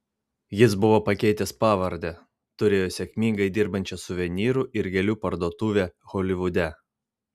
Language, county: Lithuanian, Vilnius